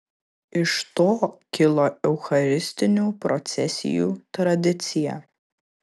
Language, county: Lithuanian, Kaunas